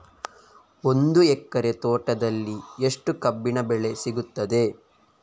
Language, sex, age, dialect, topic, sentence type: Kannada, male, 18-24, Coastal/Dakshin, agriculture, question